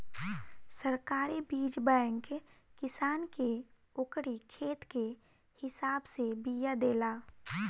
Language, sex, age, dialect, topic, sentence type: Bhojpuri, female, 18-24, Northern, agriculture, statement